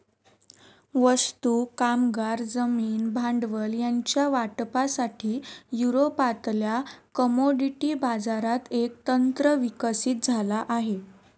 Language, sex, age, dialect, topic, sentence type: Marathi, female, 18-24, Southern Konkan, banking, statement